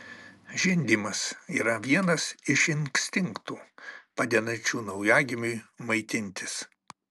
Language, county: Lithuanian, Alytus